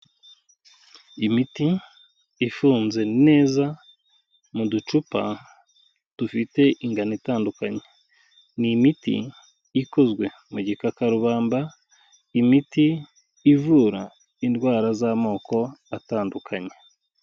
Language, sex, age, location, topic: Kinyarwanda, male, 36-49, Kigali, health